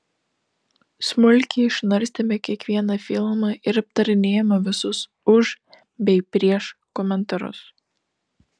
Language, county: Lithuanian, Telšiai